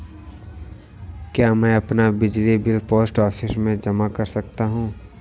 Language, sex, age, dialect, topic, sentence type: Hindi, male, 18-24, Awadhi Bundeli, banking, question